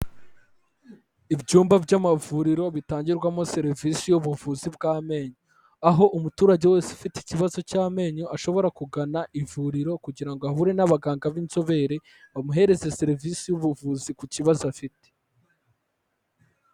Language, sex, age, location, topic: Kinyarwanda, male, 25-35, Kigali, health